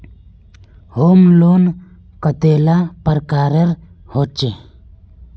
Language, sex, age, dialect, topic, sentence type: Magahi, male, 18-24, Northeastern/Surjapuri, banking, question